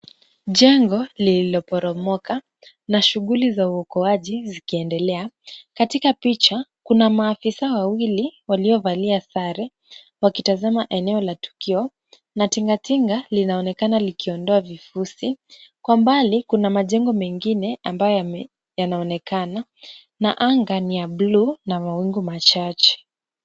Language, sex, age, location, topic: Swahili, female, 18-24, Kisumu, health